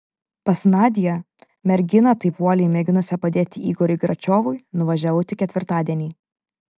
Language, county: Lithuanian, Vilnius